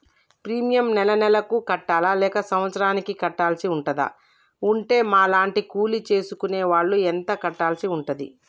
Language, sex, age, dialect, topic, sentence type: Telugu, female, 25-30, Telangana, banking, question